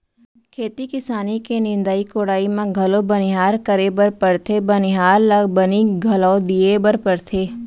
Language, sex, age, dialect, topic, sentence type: Chhattisgarhi, female, 18-24, Central, banking, statement